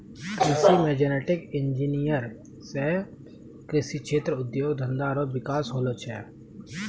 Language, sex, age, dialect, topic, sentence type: Maithili, male, 25-30, Angika, agriculture, statement